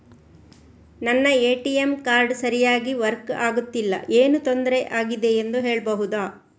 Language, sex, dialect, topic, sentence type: Kannada, female, Coastal/Dakshin, banking, question